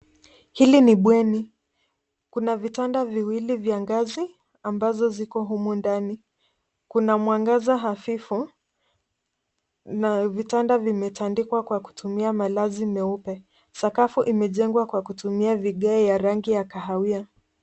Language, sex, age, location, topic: Swahili, female, 50+, Nairobi, education